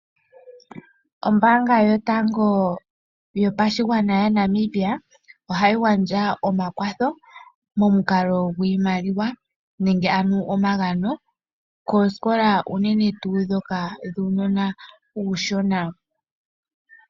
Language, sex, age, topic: Oshiwambo, female, 18-24, finance